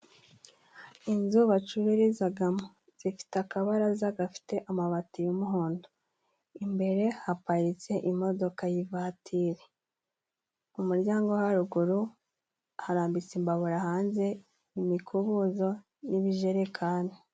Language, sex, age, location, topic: Kinyarwanda, female, 18-24, Musanze, finance